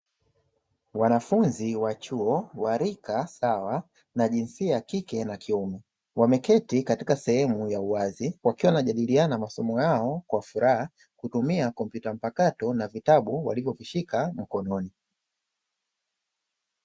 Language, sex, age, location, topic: Swahili, male, 25-35, Dar es Salaam, education